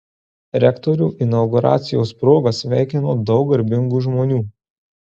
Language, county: Lithuanian, Marijampolė